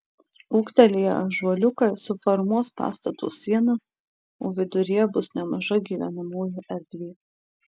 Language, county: Lithuanian, Marijampolė